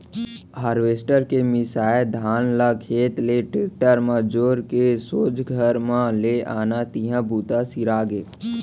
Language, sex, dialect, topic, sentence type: Chhattisgarhi, male, Central, agriculture, statement